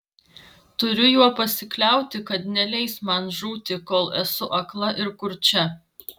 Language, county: Lithuanian, Vilnius